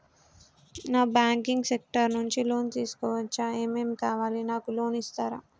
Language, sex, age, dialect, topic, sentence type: Telugu, female, 25-30, Telangana, banking, question